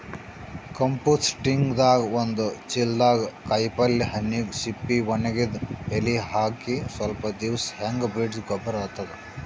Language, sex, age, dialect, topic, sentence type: Kannada, male, 18-24, Northeastern, agriculture, statement